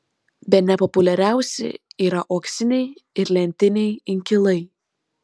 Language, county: Lithuanian, Vilnius